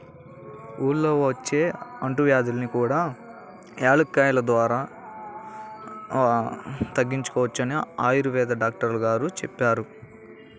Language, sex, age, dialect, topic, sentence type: Telugu, male, 18-24, Central/Coastal, agriculture, statement